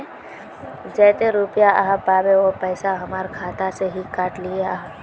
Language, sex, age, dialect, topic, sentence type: Magahi, female, 18-24, Northeastern/Surjapuri, banking, question